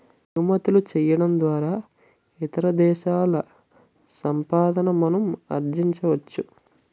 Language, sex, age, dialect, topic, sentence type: Telugu, male, 18-24, Utterandhra, banking, statement